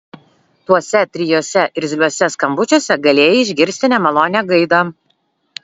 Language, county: Lithuanian, Vilnius